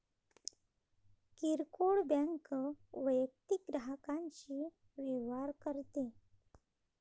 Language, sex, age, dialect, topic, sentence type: Marathi, female, 31-35, Varhadi, banking, statement